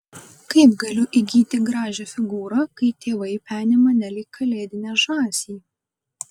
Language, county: Lithuanian, Kaunas